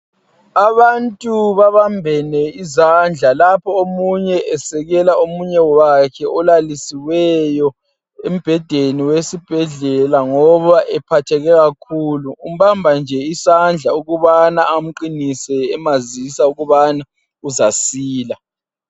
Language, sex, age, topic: North Ndebele, male, 18-24, health